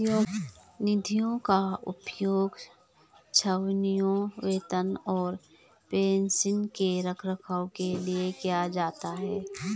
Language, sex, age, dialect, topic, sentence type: Hindi, female, 36-40, Garhwali, banking, statement